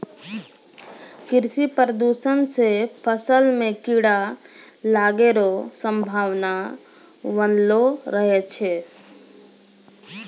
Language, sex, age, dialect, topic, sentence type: Maithili, female, 25-30, Angika, agriculture, statement